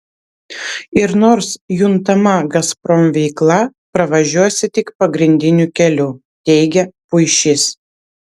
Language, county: Lithuanian, Vilnius